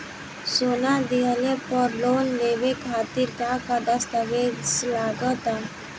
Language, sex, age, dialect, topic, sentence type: Bhojpuri, female, <18, Southern / Standard, banking, question